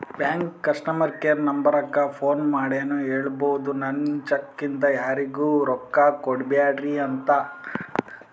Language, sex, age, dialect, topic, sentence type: Kannada, male, 31-35, Northeastern, banking, statement